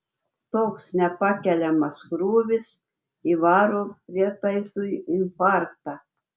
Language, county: Lithuanian, Telšiai